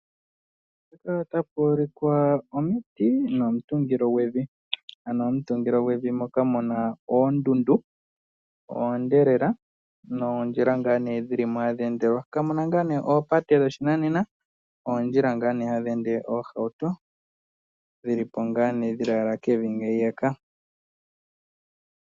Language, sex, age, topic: Oshiwambo, male, 18-24, agriculture